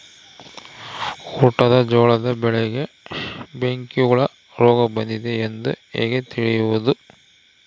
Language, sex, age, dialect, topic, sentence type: Kannada, male, 36-40, Central, agriculture, question